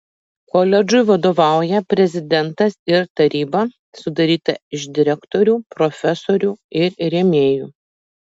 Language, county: Lithuanian, Kaunas